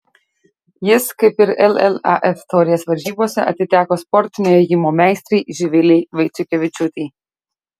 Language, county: Lithuanian, Šiauliai